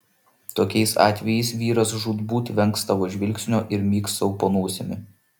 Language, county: Lithuanian, Šiauliai